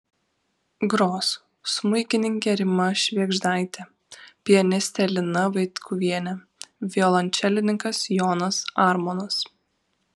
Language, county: Lithuanian, Vilnius